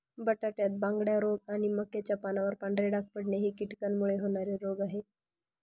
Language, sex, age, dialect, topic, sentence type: Marathi, male, 18-24, Northern Konkan, agriculture, statement